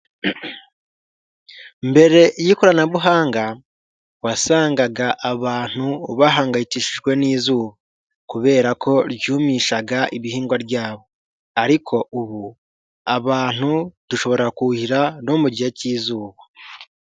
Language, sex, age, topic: Kinyarwanda, male, 18-24, agriculture